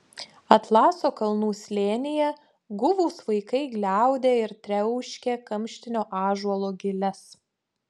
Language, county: Lithuanian, Panevėžys